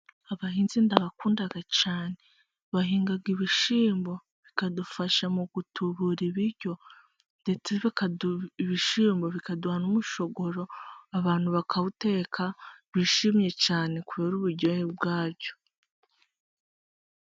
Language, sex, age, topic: Kinyarwanda, female, 18-24, agriculture